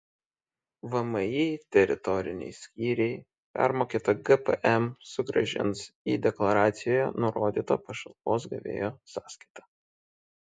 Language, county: Lithuanian, Šiauliai